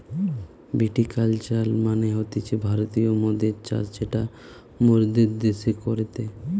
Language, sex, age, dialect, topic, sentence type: Bengali, male, 18-24, Western, agriculture, statement